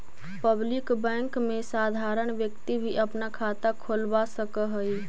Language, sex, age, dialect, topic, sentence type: Magahi, female, 25-30, Central/Standard, banking, statement